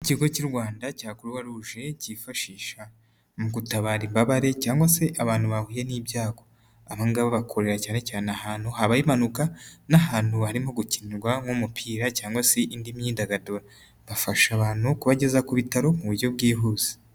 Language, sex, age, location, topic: Kinyarwanda, female, 25-35, Huye, health